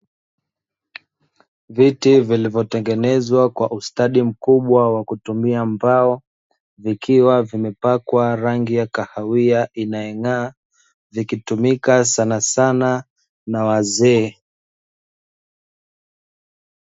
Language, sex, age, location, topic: Swahili, male, 25-35, Dar es Salaam, finance